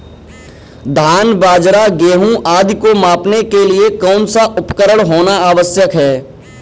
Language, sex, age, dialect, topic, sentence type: Hindi, male, 18-24, Kanauji Braj Bhasha, agriculture, question